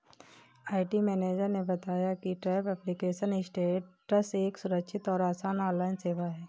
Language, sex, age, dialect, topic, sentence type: Hindi, female, 18-24, Marwari Dhudhari, banking, statement